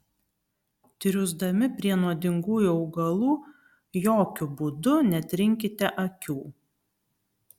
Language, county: Lithuanian, Kaunas